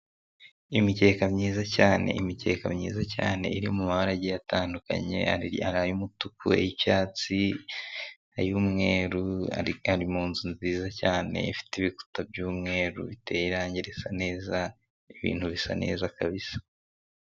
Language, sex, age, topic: Kinyarwanda, male, 18-24, finance